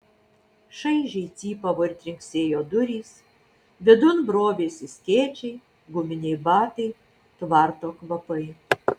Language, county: Lithuanian, Vilnius